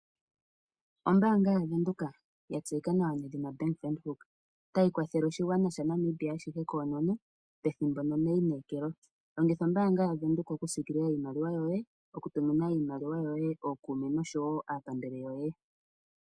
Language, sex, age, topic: Oshiwambo, female, 18-24, finance